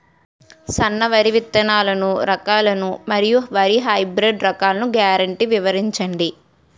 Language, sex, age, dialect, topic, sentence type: Telugu, female, 18-24, Utterandhra, agriculture, question